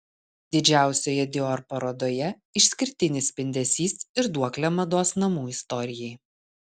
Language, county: Lithuanian, Utena